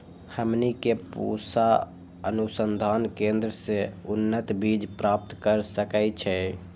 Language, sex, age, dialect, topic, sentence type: Magahi, female, 18-24, Western, agriculture, question